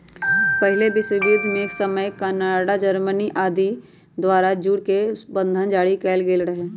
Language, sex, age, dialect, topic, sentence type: Magahi, female, 31-35, Western, banking, statement